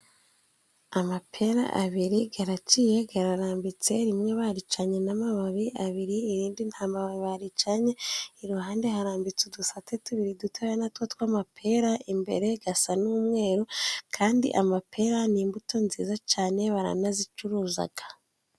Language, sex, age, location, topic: Kinyarwanda, female, 25-35, Musanze, agriculture